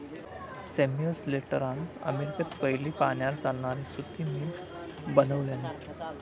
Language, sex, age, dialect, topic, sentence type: Marathi, male, 25-30, Southern Konkan, agriculture, statement